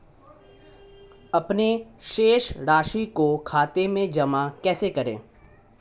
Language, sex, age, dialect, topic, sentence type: Hindi, male, 18-24, Marwari Dhudhari, banking, question